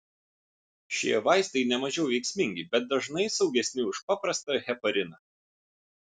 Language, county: Lithuanian, Vilnius